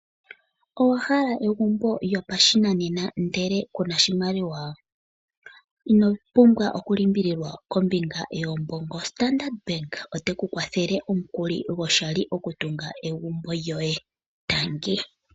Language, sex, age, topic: Oshiwambo, female, 25-35, finance